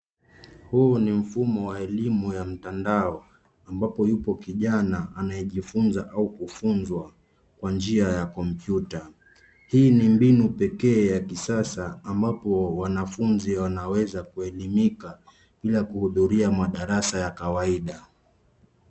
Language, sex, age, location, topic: Swahili, male, 25-35, Nairobi, education